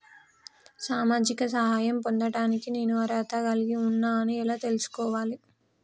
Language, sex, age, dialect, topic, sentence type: Telugu, female, 18-24, Telangana, banking, question